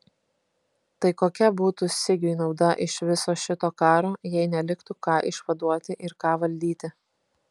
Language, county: Lithuanian, Kaunas